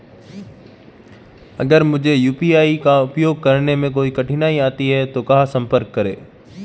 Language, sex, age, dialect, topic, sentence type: Hindi, male, 18-24, Marwari Dhudhari, banking, question